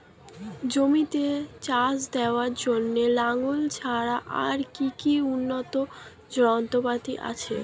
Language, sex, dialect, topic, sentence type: Bengali, female, Standard Colloquial, agriculture, question